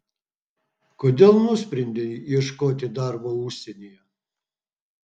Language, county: Lithuanian, Vilnius